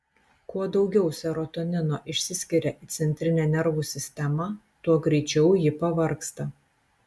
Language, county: Lithuanian, Telšiai